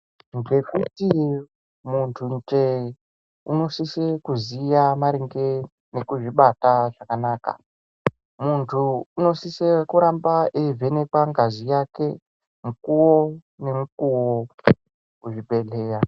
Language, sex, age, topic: Ndau, female, 25-35, health